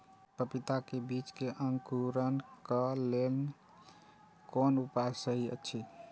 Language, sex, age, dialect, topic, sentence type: Maithili, male, 31-35, Eastern / Thethi, agriculture, question